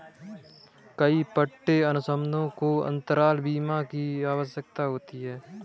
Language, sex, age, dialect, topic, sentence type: Hindi, male, 18-24, Kanauji Braj Bhasha, banking, statement